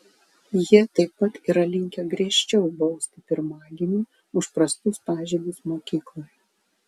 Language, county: Lithuanian, Vilnius